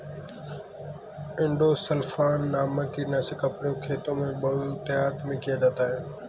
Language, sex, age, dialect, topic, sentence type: Hindi, male, 18-24, Marwari Dhudhari, agriculture, statement